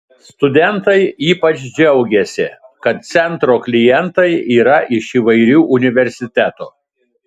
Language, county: Lithuanian, Telšiai